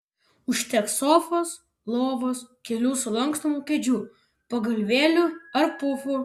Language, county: Lithuanian, Vilnius